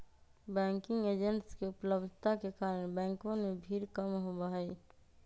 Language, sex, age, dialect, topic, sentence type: Magahi, female, 31-35, Western, banking, statement